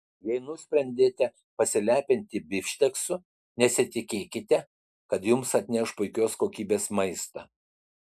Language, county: Lithuanian, Utena